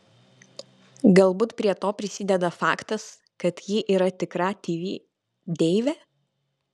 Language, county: Lithuanian, Vilnius